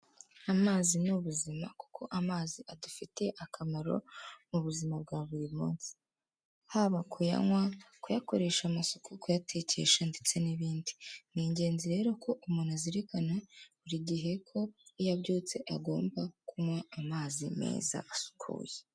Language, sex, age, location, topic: Kinyarwanda, female, 18-24, Kigali, health